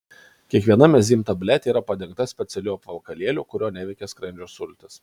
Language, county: Lithuanian, Kaunas